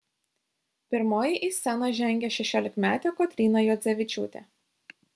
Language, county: Lithuanian, Šiauliai